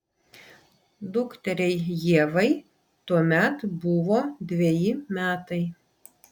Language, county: Lithuanian, Vilnius